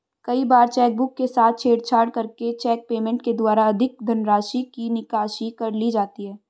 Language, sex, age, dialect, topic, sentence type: Hindi, female, 18-24, Marwari Dhudhari, banking, statement